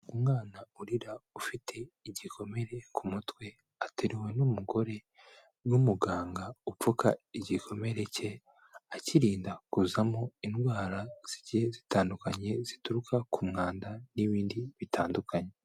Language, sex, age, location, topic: Kinyarwanda, male, 18-24, Kigali, health